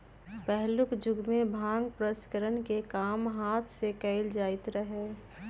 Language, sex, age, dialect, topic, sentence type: Magahi, female, 31-35, Western, agriculture, statement